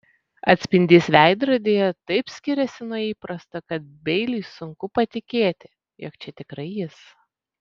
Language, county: Lithuanian, Vilnius